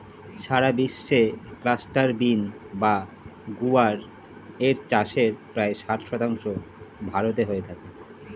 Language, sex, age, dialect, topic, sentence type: Bengali, male, 31-35, Standard Colloquial, agriculture, statement